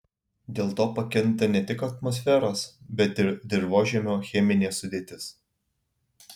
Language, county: Lithuanian, Alytus